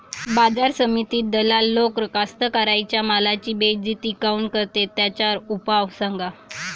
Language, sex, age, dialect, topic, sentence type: Marathi, female, 25-30, Varhadi, agriculture, question